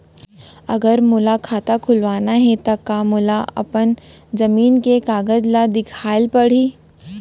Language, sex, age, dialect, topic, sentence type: Chhattisgarhi, female, 18-24, Central, banking, question